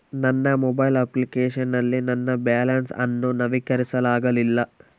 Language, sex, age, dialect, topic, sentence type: Kannada, male, 25-30, Central, banking, statement